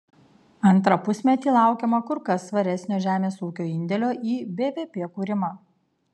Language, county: Lithuanian, Kaunas